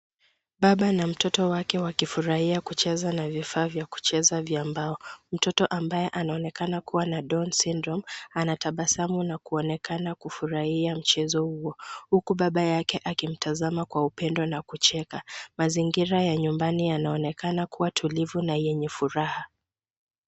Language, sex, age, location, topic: Swahili, female, 25-35, Nairobi, education